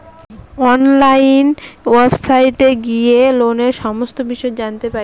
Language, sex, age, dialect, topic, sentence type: Bengali, female, 18-24, Northern/Varendri, banking, statement